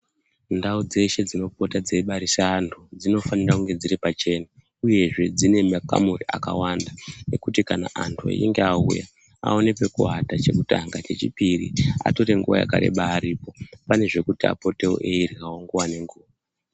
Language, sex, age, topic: Ndau, male, 25-35, health